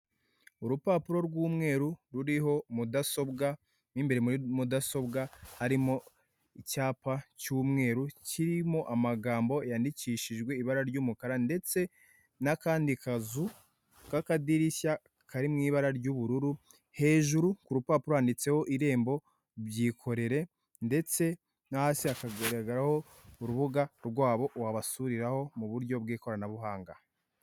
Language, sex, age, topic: Kinyarwanda, male, 18-24, government